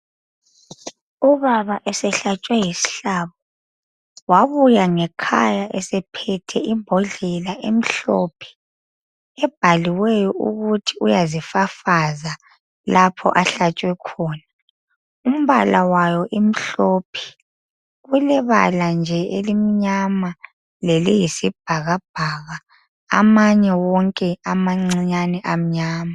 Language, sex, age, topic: North Ndebele, female, 25-35, health